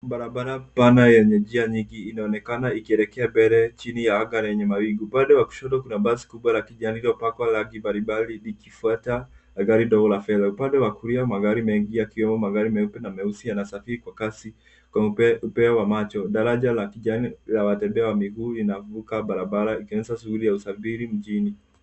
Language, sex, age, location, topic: Swahili, female, 50+, Nairobi, government